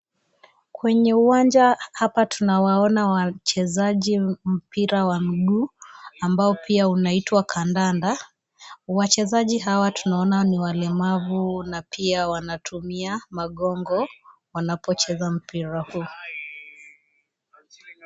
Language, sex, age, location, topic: Swahili, female, 25-35, Kisii, education